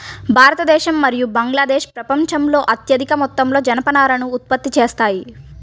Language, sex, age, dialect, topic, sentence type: Telugu, female, 31-35, Central/Coastal, agriculture, statement